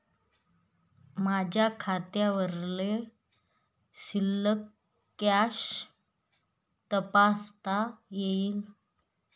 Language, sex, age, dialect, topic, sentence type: Marathi, female, 31-35, Northern Konkan, banking, question